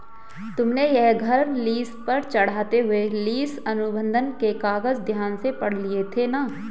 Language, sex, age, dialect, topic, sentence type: Hindi, male, 25-30, Hindustani Malvi Khadi Boli, banking, statement